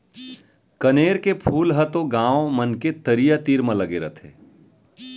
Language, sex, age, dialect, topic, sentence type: Chhattisgarhi, male, 31-35, Central, agriculture, statement